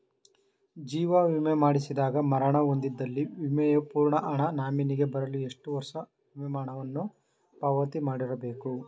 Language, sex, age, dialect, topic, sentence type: Kannada, male, 41-45, Mysore Kannada, banking, question